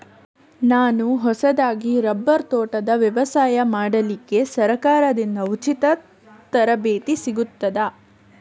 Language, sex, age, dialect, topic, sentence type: Kannada, female, 41-45, Coastal/Dakshin, agriculture, question